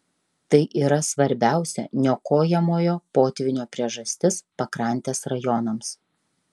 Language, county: Lithuanian, Klaipėda